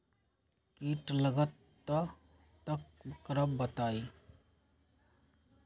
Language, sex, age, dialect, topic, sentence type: Magahi, male, 56-60, Western, agriculture, question